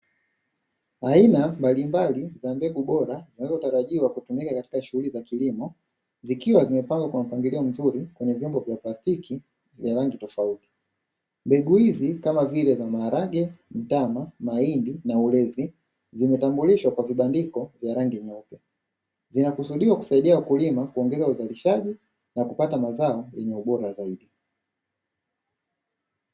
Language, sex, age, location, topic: Swahili, male, 25-35, Dar es Salaam, agriculture